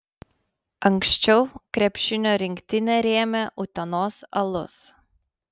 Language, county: Lithuanian, Panevėžys